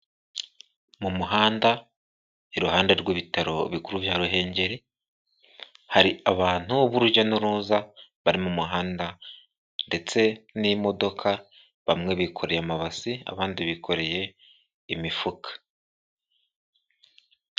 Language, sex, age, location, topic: Kinyarwanda, male, 18-24, Kigali, health